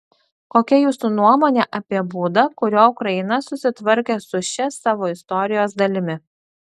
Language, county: Lithuanian, Klaipėda